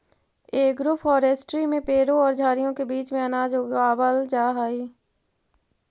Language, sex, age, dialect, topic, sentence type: Magahi, female, 41-45, Central/Standard, agriculture, statement